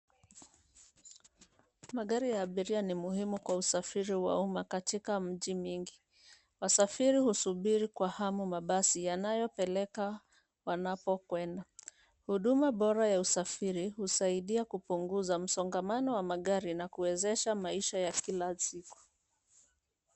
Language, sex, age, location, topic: Swahili, female, 25-35, Nairobi, government